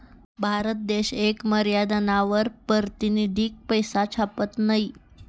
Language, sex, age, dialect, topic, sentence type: Marathi, female, 18-24, Northern Konkan, banking, statement